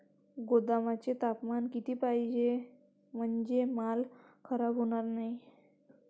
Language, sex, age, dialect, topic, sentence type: Marathi, female, 18-24, Varhadi, agriculture, question